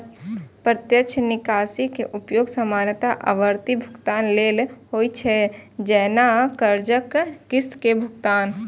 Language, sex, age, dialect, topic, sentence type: Maithili, female, 25-30, Eastern / Thethi, banking, statement